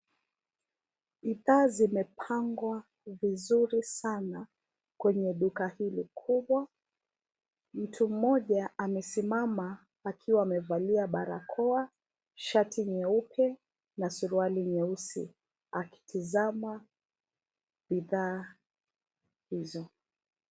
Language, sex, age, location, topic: Swahili, female, 25-35, Nairobi, finance